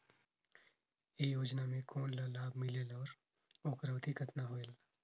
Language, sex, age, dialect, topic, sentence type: Chhattisgarhi, male, 18-24, Northern/Bhandar, banking, question